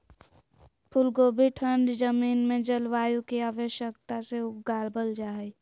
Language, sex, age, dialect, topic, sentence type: Magahi, female, 25-30, Southern, agriculture, statement